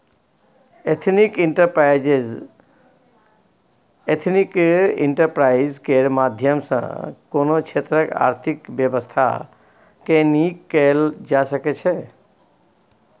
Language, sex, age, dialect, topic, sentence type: Maithili, male, 46-50, Bajjika, banking, statement